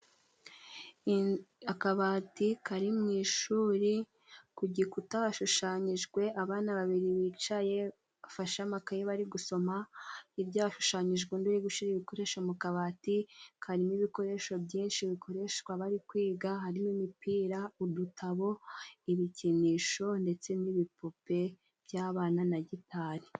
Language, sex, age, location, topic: Kinyarwanda, female, 18-24, Musanze, government